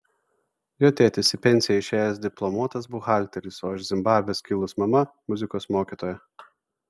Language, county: Lithuanian, Vilnius